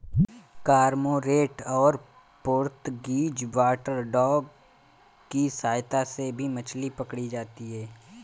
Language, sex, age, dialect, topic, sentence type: Hindi, male, 25-30, Awadhi Bundeli, agriculture, statement